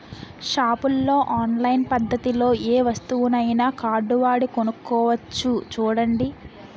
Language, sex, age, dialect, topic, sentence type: Telugu, female, 18-24, Utterandhra, banking, statement